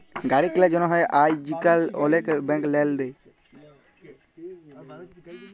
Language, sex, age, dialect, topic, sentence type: Bengali, male, 18-24, Jharkhandi, banking, statement